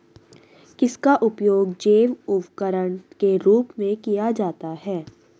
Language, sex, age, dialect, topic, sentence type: Hindi, female, 36-40, Hindustani Malvi Khadi Boli, agriculture, question